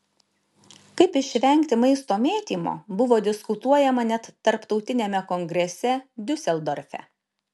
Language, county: Lithuanian, Šiauliai